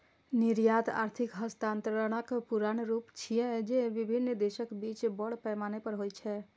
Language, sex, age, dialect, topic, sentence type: Maithili, female, 25-30, Eastern / Thethi, banking, statement